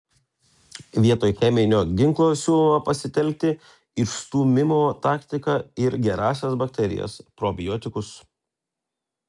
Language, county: Lithuanian, Telšiai